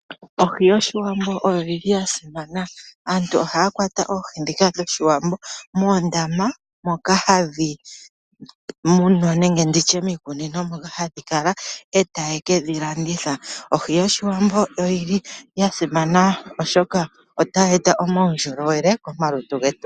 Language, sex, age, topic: Oshiwambo, male, 25-35, agriculture